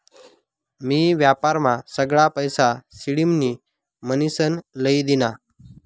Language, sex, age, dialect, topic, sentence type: Marathi, male, 36-40, Northern Konkan, banking, statement